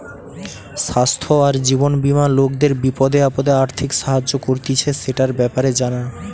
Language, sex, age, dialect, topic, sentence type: Bengali, male, 18-24, Western, banking, statement